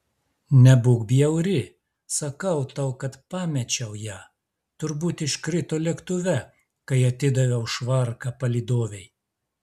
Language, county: Lithuanian, Klaipėda